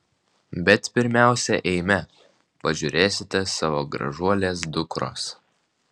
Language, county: Lithuanian, Alytus